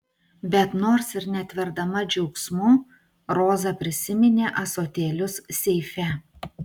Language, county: Lithuanian, Utena